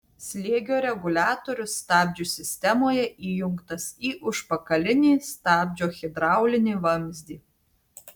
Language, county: Lithuanian, Tauragė